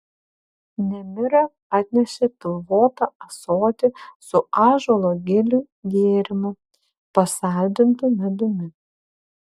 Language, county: Lithuanian, Vilnius